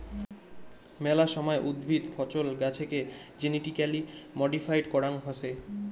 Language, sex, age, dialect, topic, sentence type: Bengali, male, 18-24, Rajbangshi, agriculture, statement